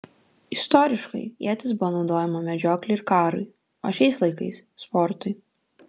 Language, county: Lithuanian, Kaunas